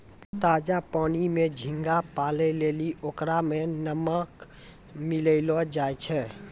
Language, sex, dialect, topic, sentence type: Maithili, male, Angika, agriculture, statement